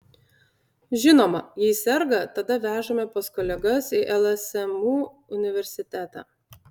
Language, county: Lithuanian, Utena